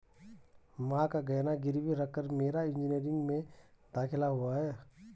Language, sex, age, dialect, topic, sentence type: Hindi, male, 36-40, Garhwali, banking, statement